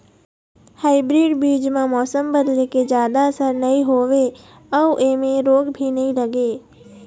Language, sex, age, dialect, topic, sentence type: Chhattisgarhi, female, 60-100, Eastern, agriculture, statement